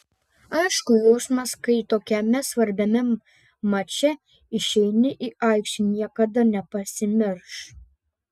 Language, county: Lithuanian, Panevėžys